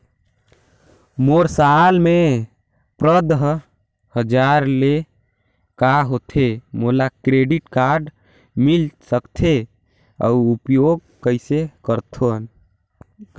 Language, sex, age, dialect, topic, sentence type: Chhattisgarhi, male, 18-24, Northern/Bhandar, banking, question